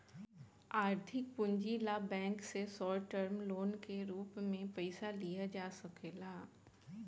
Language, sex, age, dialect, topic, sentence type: Bhojpuri, female, 41-45, Southern / Standard, banking, statement